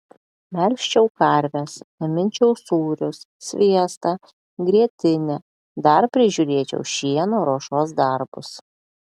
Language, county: Lithuanian, Klaipėda